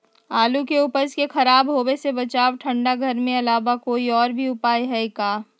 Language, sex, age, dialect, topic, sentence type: Magahi, female, 60-100, Western, agriculture, question